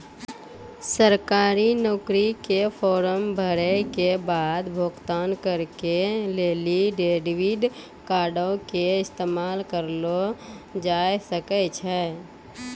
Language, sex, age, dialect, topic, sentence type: Maithili, female, 25-30, Angika, banking, statement